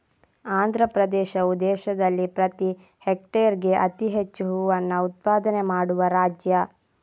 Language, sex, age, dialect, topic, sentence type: Kannada, female, 46-50, Coastal/Dakshin, agriculture, statement